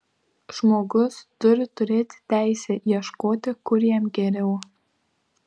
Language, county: Lithuanian, Klaipėda